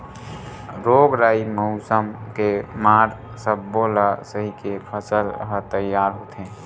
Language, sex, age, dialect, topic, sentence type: Chhattisgarhi, male, 18-24, Western/Budati/Khatahi, agriculture, statement